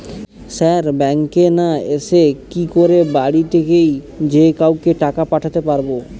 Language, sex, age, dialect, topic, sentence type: Bengali, male, 18-24, Northern/Varendri, banking, question